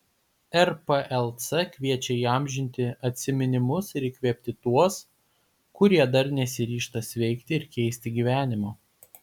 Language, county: Lithuanian, Panevėžys